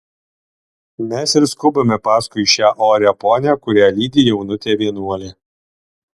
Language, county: Lithuanian, Alytus